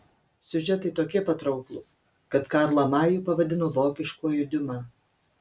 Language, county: Lithuanian, Kaunas